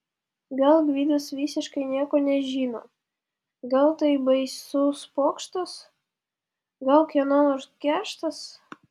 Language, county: Lithuanian, Vilnius